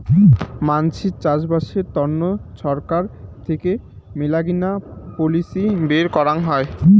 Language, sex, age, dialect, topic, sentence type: Bengali, male, 18-24, Rajbangshi, agriculture, statement